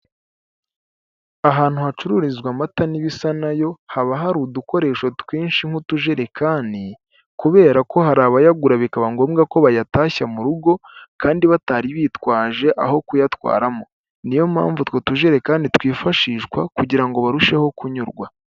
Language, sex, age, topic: Kinyarwanda, male, 25-35, finance